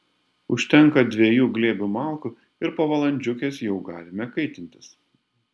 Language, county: Lithuanian, Panevėžys